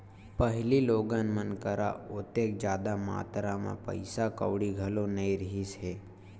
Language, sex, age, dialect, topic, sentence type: Chhattisgarhi, male, 18-24, Western/Budati/Khatahi, banking, statement